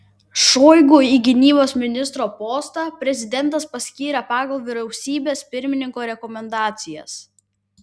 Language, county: Lithuanian, Vilnius